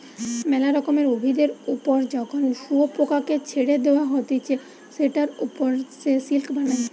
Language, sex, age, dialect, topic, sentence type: Bengali, female, 18-24, Western, agriculture, statement